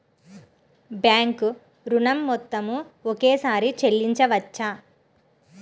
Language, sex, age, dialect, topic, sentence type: Telugu, female, 31-35, Central/Coastal, banking, question